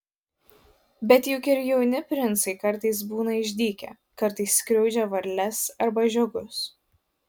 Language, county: Lithuanian, Vilnius